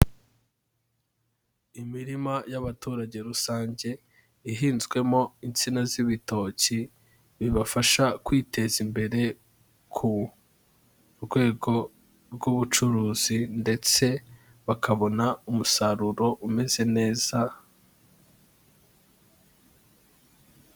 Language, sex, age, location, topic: Kinyarwanda, male, 18-24, Kigali, agriculture